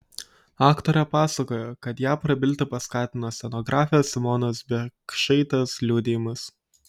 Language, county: Lithuanian, Kaunas